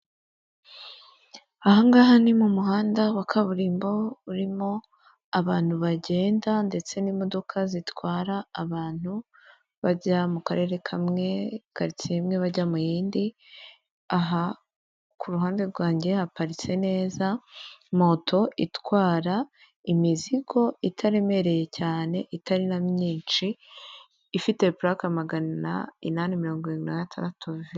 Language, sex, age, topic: Kinyarwanda, female, 25-35, government